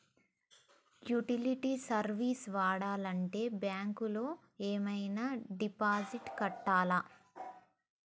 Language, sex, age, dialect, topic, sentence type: Telugu, female, 18-24, Telangana, banking, question